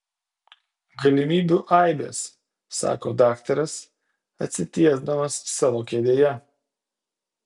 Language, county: Lithuanian, Utena